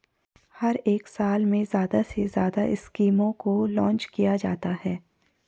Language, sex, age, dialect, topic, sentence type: Hindi, female, 51-55, Garhwali, banking, statement